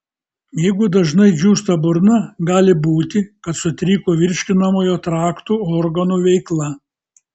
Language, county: Lithuanian, Kaunas